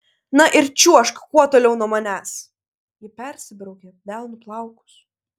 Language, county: Lithuanian, Klaipėda